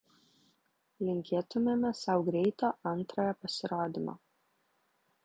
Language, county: Lithuanian, Vilnius